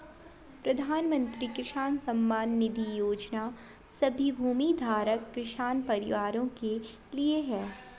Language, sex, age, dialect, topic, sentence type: Hindi, female, 60-100, Awadhi Bundeli, agriculture, statement